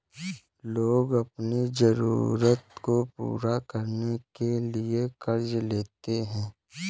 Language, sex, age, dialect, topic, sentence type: Hindi, male, 18-24, Kanauji Braj Bhasha, banking, statement